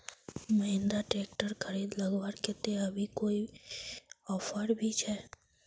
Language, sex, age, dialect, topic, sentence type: Magahi, female, 25-30, Northeastern/Surjapuri, agriculture, question